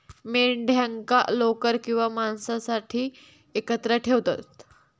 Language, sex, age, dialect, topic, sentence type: Marathi, female, 41-45, Southern Konkan, agriculture, statement